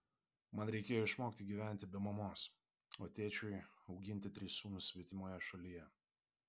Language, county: Lithuanian, Vilnius